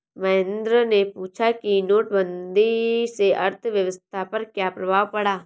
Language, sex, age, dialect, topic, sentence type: Hindi, female, 18-24, Awadhi Bundeli, banking, statement